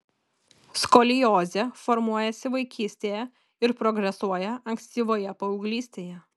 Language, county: Lithuanian, Kaunas